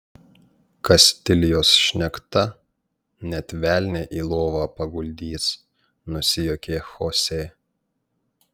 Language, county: Lithuanian, Panevėžys